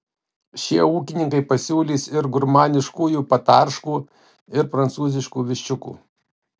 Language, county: Lithuanian, Kaunas